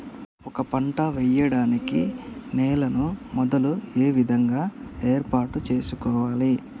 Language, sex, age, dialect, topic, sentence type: Telugu, male, 31-35, Telangana, agriculture, question